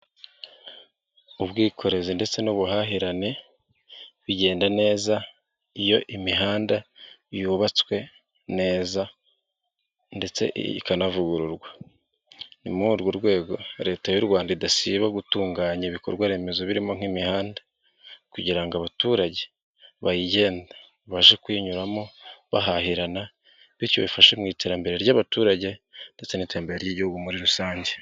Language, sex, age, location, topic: Kinyarwanda, male, 36-49, Nyagatare, government